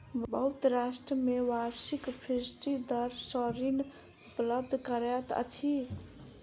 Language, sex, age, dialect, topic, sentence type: Maithili, female, 18-24, Southern/Standard, banking, statement